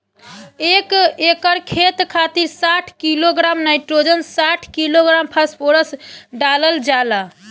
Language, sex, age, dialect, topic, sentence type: Bhojpuri, female, 18-24, Northern, agriculture, question